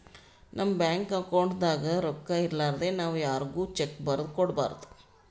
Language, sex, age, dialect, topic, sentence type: Kannada, female, 36-40, Northeastern, banking, statement